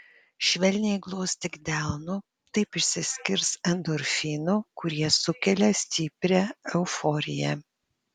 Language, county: Lithuanian, Panevėžys